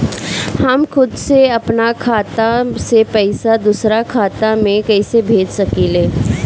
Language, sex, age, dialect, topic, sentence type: Bhojpuri, female, 18-24, Northern, banking, question